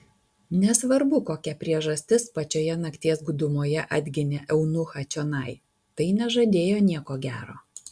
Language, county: Lithuanian, Alytus